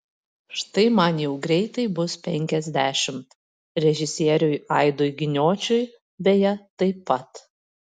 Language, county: Lithuanian, Panevėžys